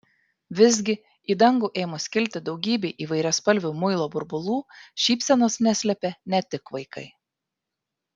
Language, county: Lithuanian, Vilnius